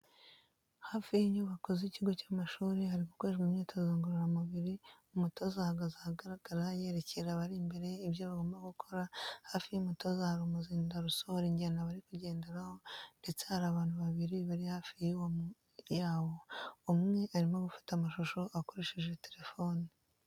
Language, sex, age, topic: Kinyarwanda, female, 25-35, education